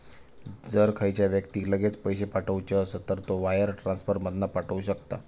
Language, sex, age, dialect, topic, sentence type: Marathi, male, 18-24, Southern Konkan, banking, statement